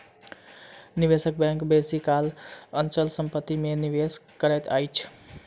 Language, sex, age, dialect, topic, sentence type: Maithili, male, 18-24, Southern/Standard, banking, statement